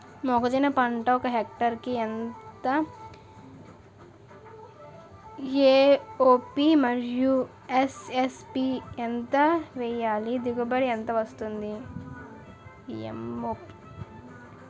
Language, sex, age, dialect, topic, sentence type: Telugu, male, 18-24, Utterandhra, agriculture, question